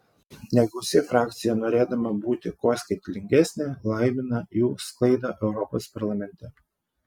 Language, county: Lithuanian, Klaipėda